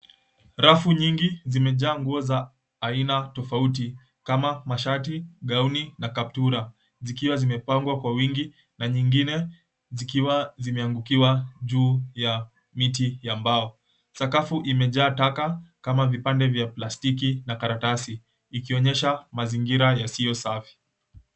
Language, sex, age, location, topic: Swahili, male, 18-24, Mombasa, finance